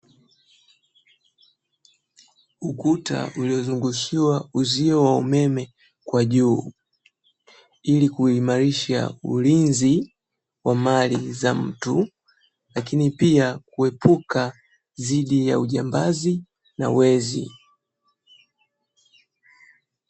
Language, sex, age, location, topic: Swahili, female, 18-24, Dar es Salaam, government